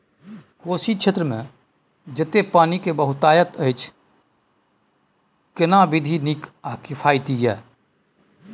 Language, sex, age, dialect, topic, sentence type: Maithili, male, 51-55, Bajjika, agriculture, question